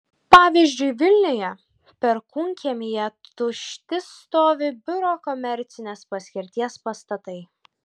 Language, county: Lithuanian, Kaunas